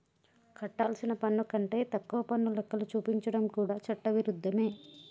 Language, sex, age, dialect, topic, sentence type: Telugu, male, 36-40, Telangana, banking, statement